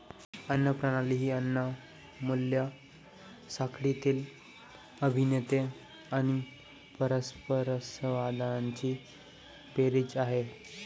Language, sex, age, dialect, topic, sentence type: Marathi, male, 18-24, Varhadi, agriculture, statement